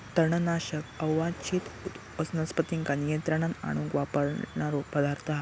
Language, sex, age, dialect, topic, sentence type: Marathi, male, 18-24, Southern Konkan, agriculture, statement